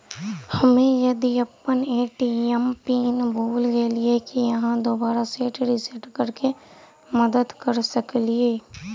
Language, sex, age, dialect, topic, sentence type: Maithili, female, 46-50, Southern/Standard, banking, question